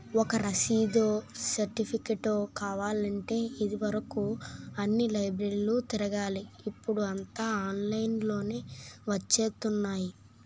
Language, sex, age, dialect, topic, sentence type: Telugu, male, 25-30, Utterandhra, banking, statement